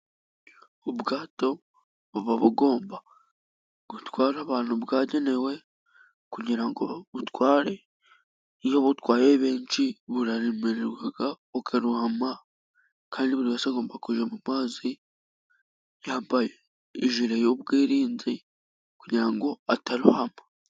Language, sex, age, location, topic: Kinyarwanda, female, 36-49, Musanze, government